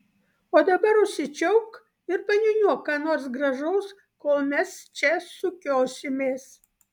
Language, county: Lithuanian, Vilnius